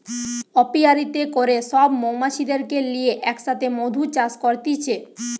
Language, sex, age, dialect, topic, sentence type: Bengali, female, 18-24, Western, agriculture, statement